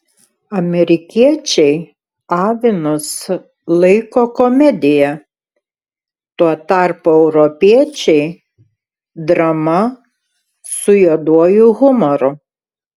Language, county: Lithuanian, Šiauliai